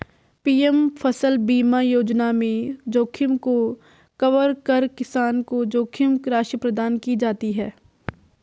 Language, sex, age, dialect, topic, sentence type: Hindi, female, 46-50, Garhwali, agriculture, statement